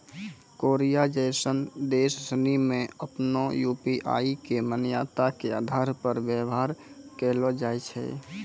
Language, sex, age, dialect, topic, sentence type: Maithili, female, 25-30, Angika, banking, statement